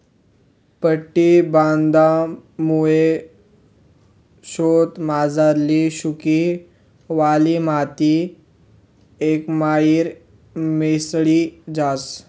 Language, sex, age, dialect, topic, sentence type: Marathi, male, 18-24, Northern Konkan, agriculture, statement